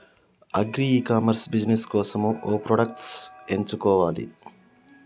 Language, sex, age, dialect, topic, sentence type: Telugu, male, 31-35, Telangana, agriculture, question